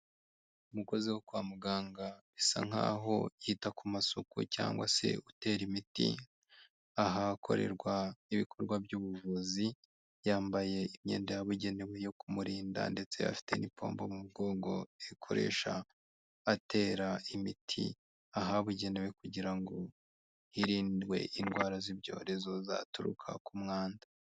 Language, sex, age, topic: Kinyarwanda, male, 25-35, health